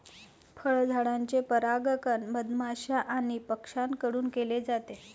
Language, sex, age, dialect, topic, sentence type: Marathi, female, 31-35, Varhadi, agriculture, statement